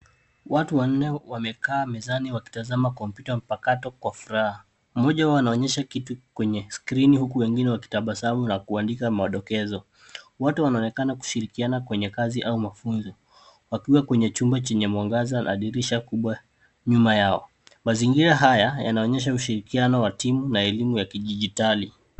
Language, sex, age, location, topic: Swahili, male, 18-24, Nairobi, education